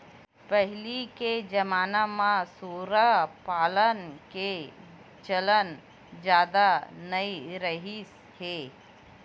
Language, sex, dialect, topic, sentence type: Chhattisgarhi, female, Western/Budati/Khatahi, agriculture, statement